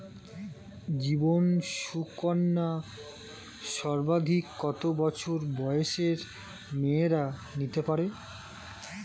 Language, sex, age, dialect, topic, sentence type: Bengali, male, 25-30, Standard Colloquial, banking, question